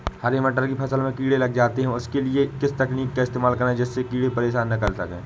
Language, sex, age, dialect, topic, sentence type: Hindi, male, 18-24, Awadhi Bundeli, agriculture, question